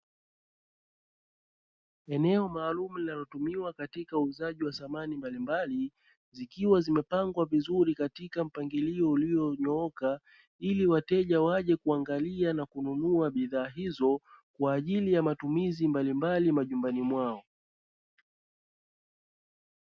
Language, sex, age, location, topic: Swahili, male, 36-49, Dar es Salaam, finance